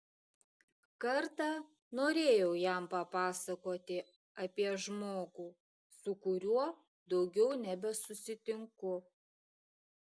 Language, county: Lithuanian, Šiauliai